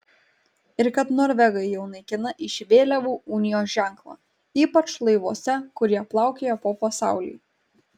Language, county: Lithuanian, Kaunas